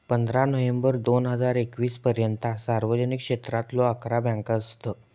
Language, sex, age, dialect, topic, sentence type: Marathi, male, 18-24, Southern Konkan, banking, statement